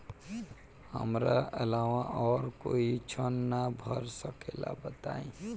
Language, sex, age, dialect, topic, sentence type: Bhojpuri, male, 18-24, Northern, banking, question